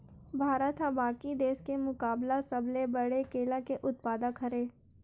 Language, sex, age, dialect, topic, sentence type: Chhattisgarhi, female, 25-30, Western/Budati/Khatahi, agriculture, statement